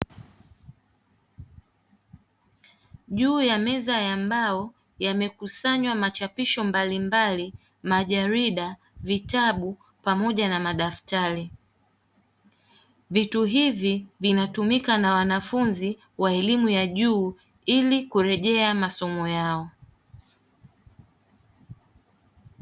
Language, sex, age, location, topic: Swahili, female, 18-24, Dar es Salaam, education